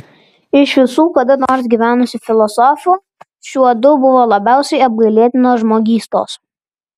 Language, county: Lithuanian, Vilnius